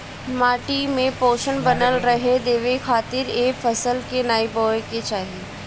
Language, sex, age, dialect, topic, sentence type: Bhojpuri, male, 25-30, Northern, agriculture, statement